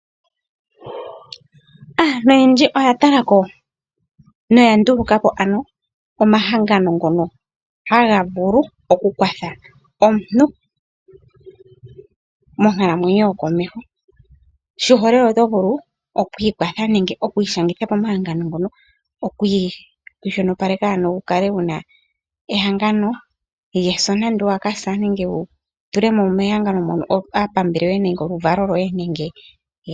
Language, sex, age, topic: Oshiwambo, female, 25-35, finance